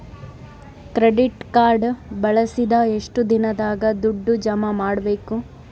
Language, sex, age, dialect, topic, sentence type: Kannada, female, 18-24, Central, banking, question